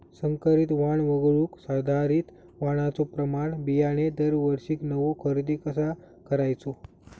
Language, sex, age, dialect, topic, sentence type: Marathi, male, 25-30, Southern Konkan, agriculture, question